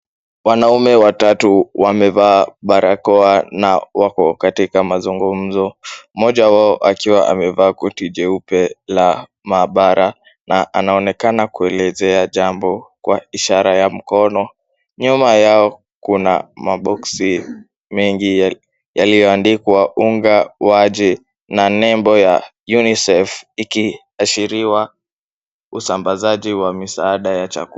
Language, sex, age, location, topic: Swahili, male, 18-24, Kisumu, health